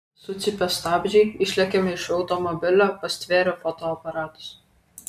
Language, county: Lithuanian, Kaunas